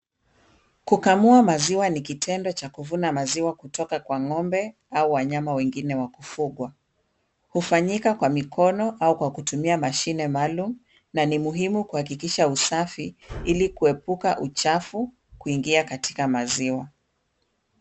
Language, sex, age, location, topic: Swahili, female, 36-49, Kisumu, agriculture